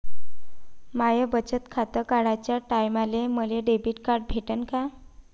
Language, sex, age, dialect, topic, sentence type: Marathi, female, 25-30, Varhadi, banking, question